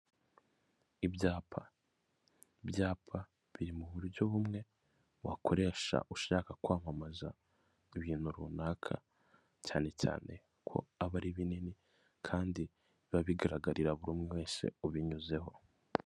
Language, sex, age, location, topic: Kinyarwanda, male, 25-35, Kigali, finance